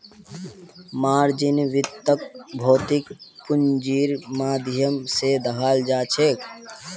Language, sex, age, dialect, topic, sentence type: Magahi, male, 18-24, Northeastern/Surjapuri, banking, statement